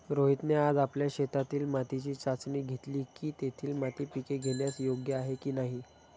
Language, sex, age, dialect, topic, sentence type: Marathi, male, 31-35, Standard Marathi, agriculture, statement